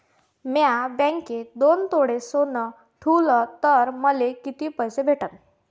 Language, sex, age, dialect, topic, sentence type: Marathi, female, 18-24, Varhadi, banking, question